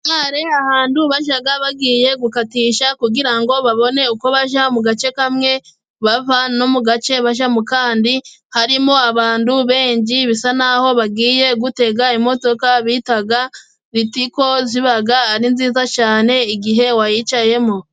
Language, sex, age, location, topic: Kinyarwanda, female, 25-35, Musanze, government